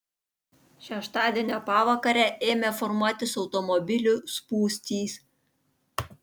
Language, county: Lithuanian, Panevėžys